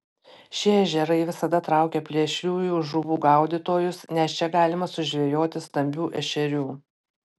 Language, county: Lithuanian, Panevėžys